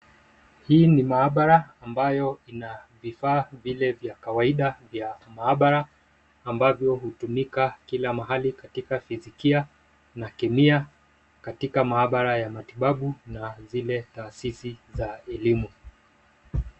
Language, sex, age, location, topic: Swahili, male, 25-35, Nairobi, education